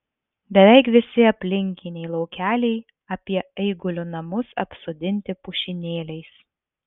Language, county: Lithuanian, Vilnius